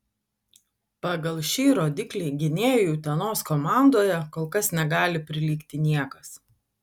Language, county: Lithuanian, Utena